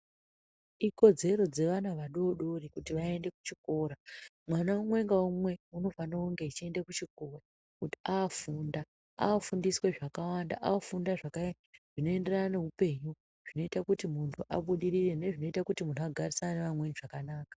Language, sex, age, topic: Ndau, female, 25-35, education